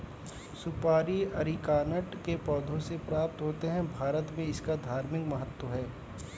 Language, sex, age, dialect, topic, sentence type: Hindi, male, 18-24, Kanauji Braj Bhasha, agriculture, statement